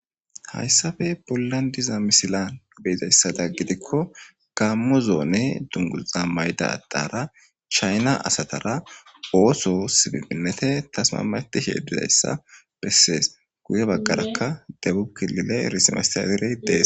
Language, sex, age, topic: Gamo, male, 18-24, government